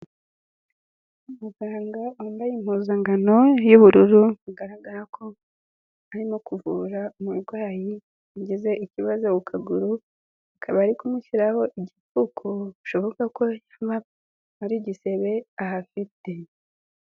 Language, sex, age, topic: Kinyarwanda, female, 18-24, health